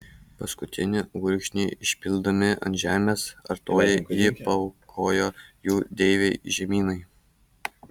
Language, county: Lithuanian, Kaunas